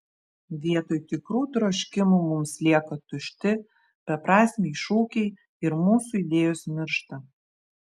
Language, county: Lithuanian, Vilnius